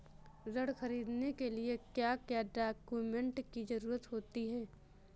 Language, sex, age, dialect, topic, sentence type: Hindi, female, 18-24, Awadhi Bundeli, banking, question